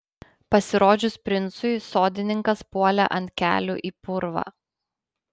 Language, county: Lithuanian, Panevėžys